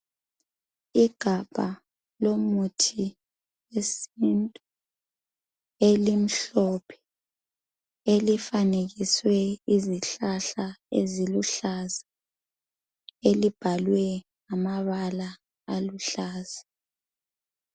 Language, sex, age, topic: North Ndebele, male, 25-35, health